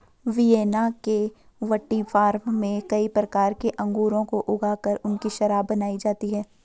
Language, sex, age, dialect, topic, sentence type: Hindi, female, 18-24, Garhwali, agriculture, statement